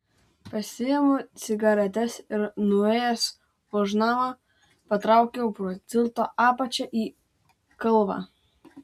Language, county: Lithuanian, Vilnius